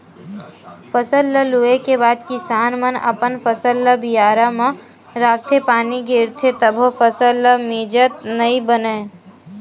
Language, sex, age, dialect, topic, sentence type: Chhattisgarhi, female, 18-24, Western/Budati/Khatahi, agriculture, statement